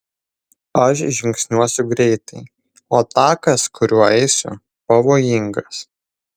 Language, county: Lithuanian, Vilnius